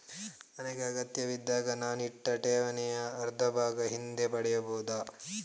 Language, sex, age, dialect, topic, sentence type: Kannada, male, 25-30, Coastal/Dakshin, banking, question